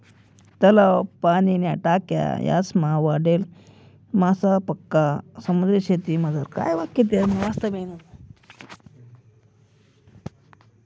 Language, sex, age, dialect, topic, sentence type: Marathi, male, 56-60, Northern Konkan, agriculture, statement